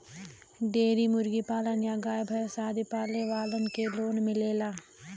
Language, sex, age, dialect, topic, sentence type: Bhojpuri, female, 25-30, Western, agriculture, statement